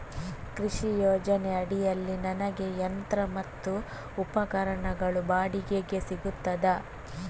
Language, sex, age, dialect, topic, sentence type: Kannada, female, 18-24, Coastal/Dakshin, agriculture, question